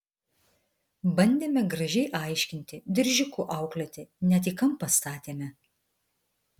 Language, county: Lithuanian, Vilnius